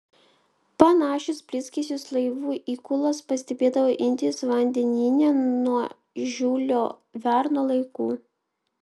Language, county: Lithuanian, Vilnius